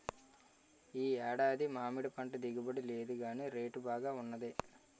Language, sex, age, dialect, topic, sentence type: Telugu, male, 25-30, Utterandhra, agriculture, statement